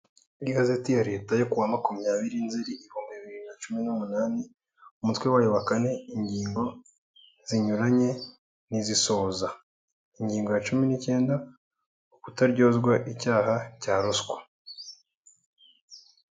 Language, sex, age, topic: Kinyarwanda, male, 18-24, government